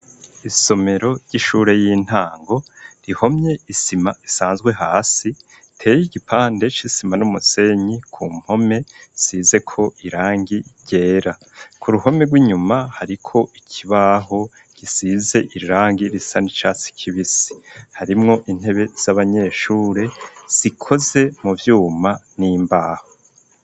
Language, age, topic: Rundi, 25-35, education